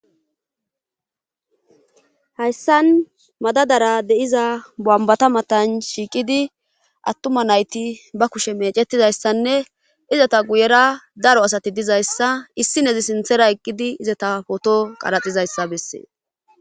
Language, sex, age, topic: Gamo, female, 25-35, government